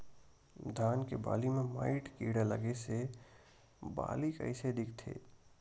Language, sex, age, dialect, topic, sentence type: Chhattisgarhi, male, 60-100, Western/Budati/Khatahi, agriculture, question